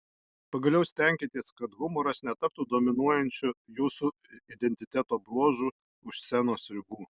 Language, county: Lithuanian, Alytus